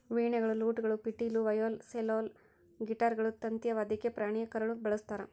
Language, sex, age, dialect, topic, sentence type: Kannada, female, 60-100, Central, agriculture, statement